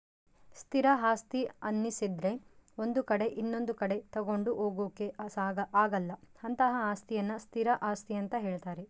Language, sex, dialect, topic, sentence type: Kannada, female, Central, banking, statement